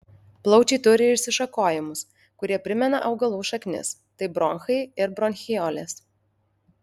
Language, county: Lithuanian, Alytus